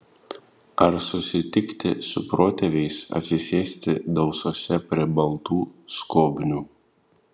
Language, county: Lithuanian, Panevėžys